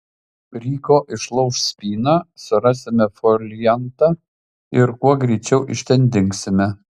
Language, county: Lithuanian, Utena